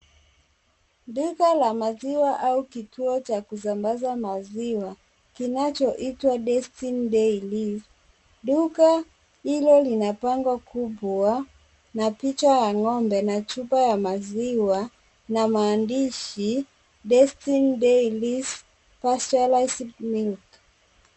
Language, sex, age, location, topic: Swahili, female, 36-49, Kisumu, agriculture